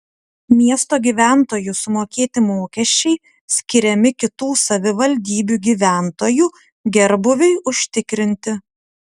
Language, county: Lithuanian, Utena